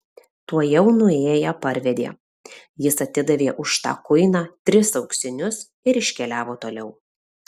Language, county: Lithuanian, Alytus